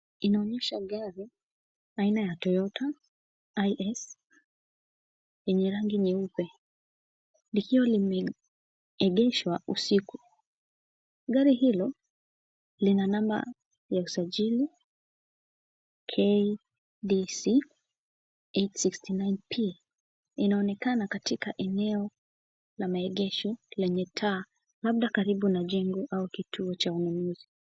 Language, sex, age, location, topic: Swahili, female, 18-24, Kisumu, finance